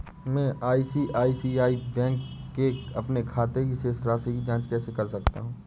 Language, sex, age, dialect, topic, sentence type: Hindi, male, 25-30, Awadhi Bundeli, banking, question